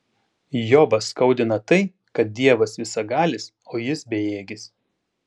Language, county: Lithuanian, Panevėžys